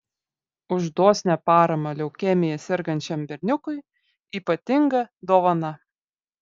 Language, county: Lithuanian, Vilnius